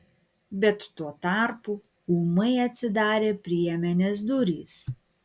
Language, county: Lithuanian, Klaipėda